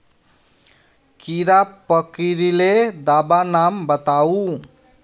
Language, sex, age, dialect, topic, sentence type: Magahi, male, 31-35, Northeastern/Surjapuri, agriculture, question